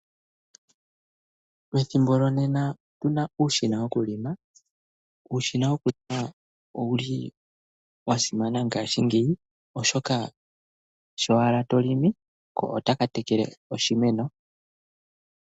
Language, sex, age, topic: Oshiwambo, male, 18-24, agriculture